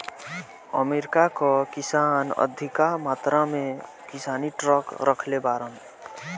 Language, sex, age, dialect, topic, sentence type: Bhojpuri, male, <18, Northern, agriculture, statement